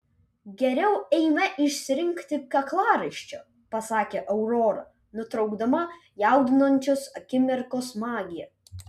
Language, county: Lithuanian, Vilnius